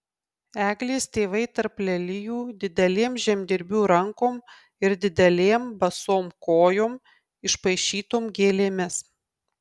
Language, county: Lithuanian, Kaunas